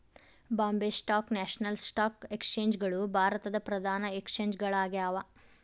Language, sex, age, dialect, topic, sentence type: Kannada, female, 25-30, Dharwad Kannada, banking, statement